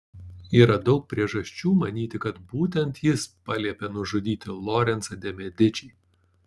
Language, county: Lithuanian, Panevėžys